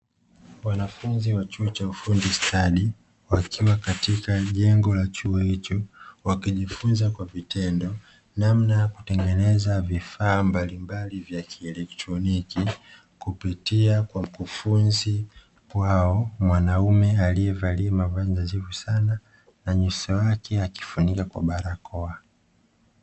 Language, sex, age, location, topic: Swahili, male, 25-35, Dar es Salaam, education